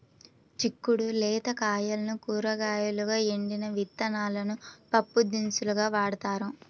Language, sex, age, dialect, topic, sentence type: Telugu, female, 18-24, Central/Coastal, agriculture, statement